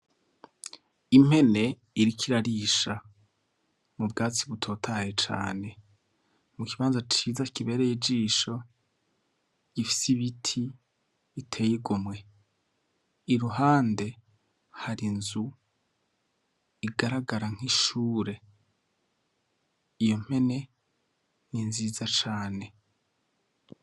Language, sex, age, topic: Rundi, male, 25-35, education